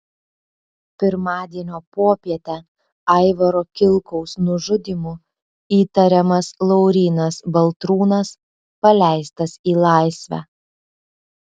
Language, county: Lithuanian, Alytus